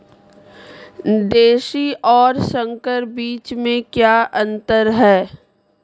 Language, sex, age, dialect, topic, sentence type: Hindi, female, 25-30, Marwari Dhudhari, agriculture, question